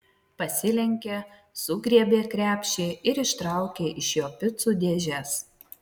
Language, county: Lithuanian, Vilnius